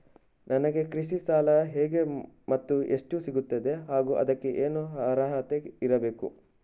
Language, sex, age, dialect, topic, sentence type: Kannada, male, 56-60, Coastal/Dakshin, agriculture, question